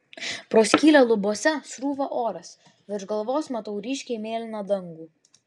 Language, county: Lithuanian, Vilnius